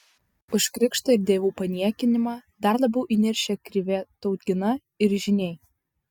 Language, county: Lithuanian, Vilnius